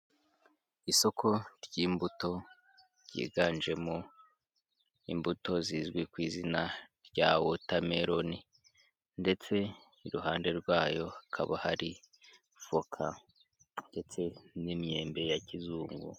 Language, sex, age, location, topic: Kinyarwanda, female, 18-24, Kigali, agriculture